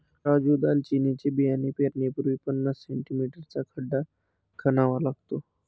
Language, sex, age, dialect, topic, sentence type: Marathi, male, 25-30, Northern Konkan, agriculture, statement